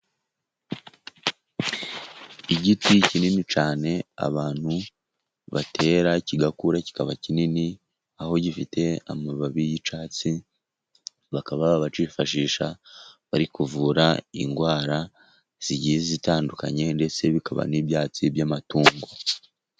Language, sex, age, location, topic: Kinyarwanda, male, 50+, Musanze, agriculture